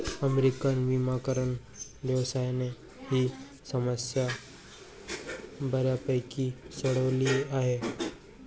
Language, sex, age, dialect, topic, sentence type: Marathi, male, 18-24, Varhadi, agriculture, statement